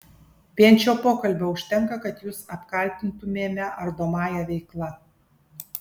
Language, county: Lithuanian, Kaunas